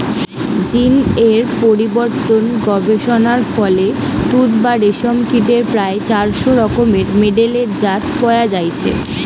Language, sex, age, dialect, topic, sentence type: Bengali, female, 18-24, Western, agriculture, statement